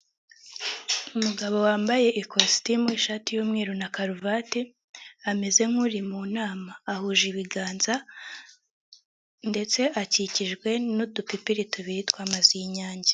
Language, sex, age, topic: Kinyarwanda, female, 18-24, government